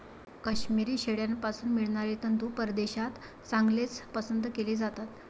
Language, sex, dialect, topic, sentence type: Marathi, female, Varhadi, agriculture, statement